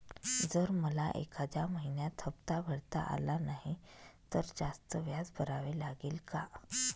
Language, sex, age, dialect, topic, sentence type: Marathi, female, 25-30, Northern Konkan, banking, question